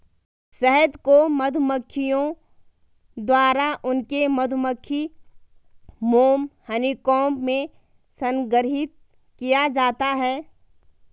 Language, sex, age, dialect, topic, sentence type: Hindi, female, 18-24, Garhwali, agriculture, statement